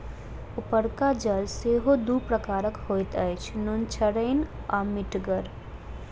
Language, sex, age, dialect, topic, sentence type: Maithili, female, 25-30, Southern/Standard, agriculture, statement